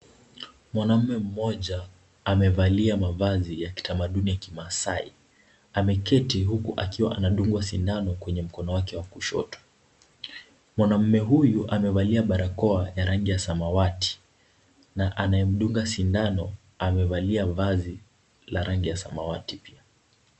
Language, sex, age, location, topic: Swahili, male, 18-24, Kisumu, health